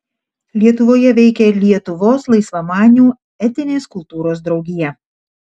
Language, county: Lithuanian, Šiauliai